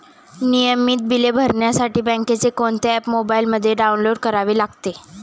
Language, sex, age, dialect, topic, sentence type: Marathi, female, 18-24, Standard Marathi, banking, question